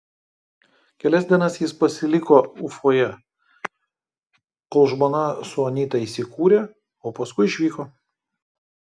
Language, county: Lithuanian, Kaunas